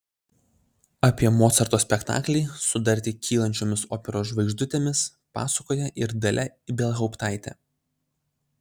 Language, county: Lithuanian, Utena